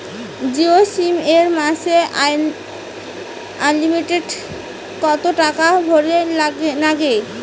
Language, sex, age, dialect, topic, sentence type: Bengali, female, 18-24, Rajbangshi, banking, question